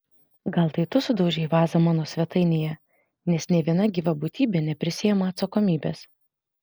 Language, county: Lithuanian, Vilnius